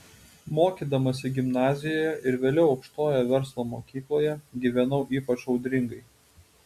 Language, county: Lithuanian, Utena